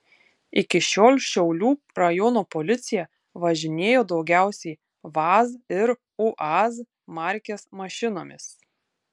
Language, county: Lithuanian, Tauragė